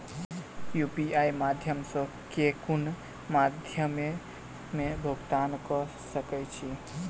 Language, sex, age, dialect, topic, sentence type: Maithili, male, 18-24, Southern/Standard, banking, question